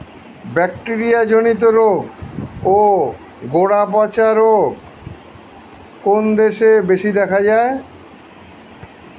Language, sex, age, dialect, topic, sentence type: Bengali, male, 51-55, Standard Colloquial, agriculture, question